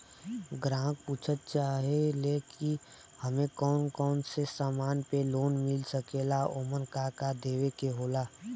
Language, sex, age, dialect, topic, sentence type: Bhojpuri, female, 18-24, Western, banking, question